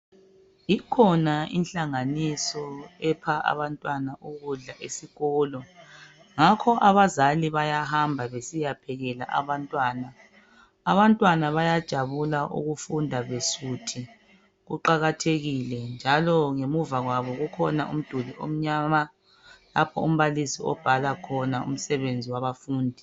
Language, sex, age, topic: North Ndebele, male, 36-49, health